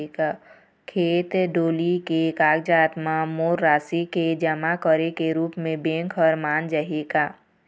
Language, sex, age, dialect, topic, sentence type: Chhattisgarhi, female, 25-30, Eastern, banking, question